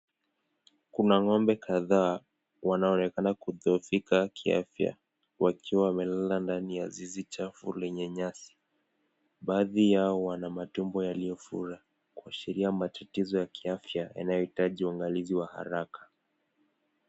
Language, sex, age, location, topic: Swahili, male, 18-24, Nakuru, agriculture